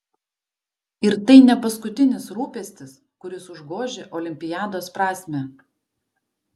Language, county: Lithuanian, Vilnius